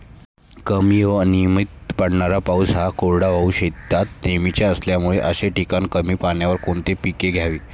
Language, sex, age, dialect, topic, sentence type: Marathi, male, 25-30, Standard Marathi, agriculture, question